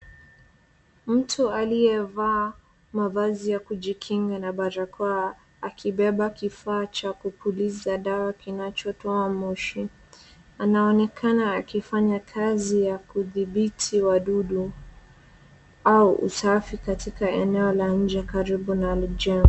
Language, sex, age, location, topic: Swahili, female, 18-24, Wajir, health